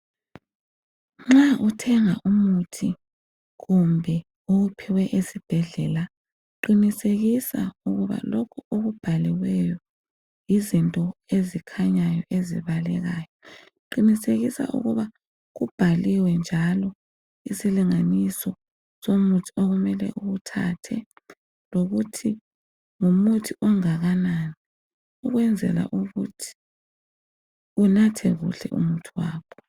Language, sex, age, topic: North Ndebele, female, 25-35, health